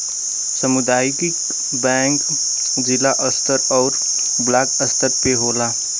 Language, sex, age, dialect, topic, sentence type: Bhojpuri, male, 18-24, Western, banking, statement